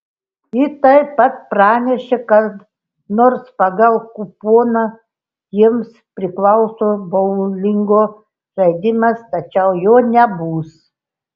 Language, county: Lithuanian, Telšiai